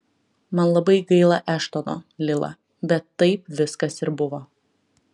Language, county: Lithuanian, Klaipėda